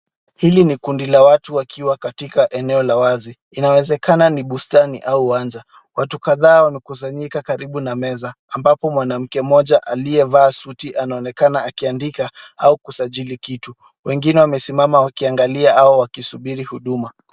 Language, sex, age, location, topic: Swahili, male, 36-49, Kisumu, government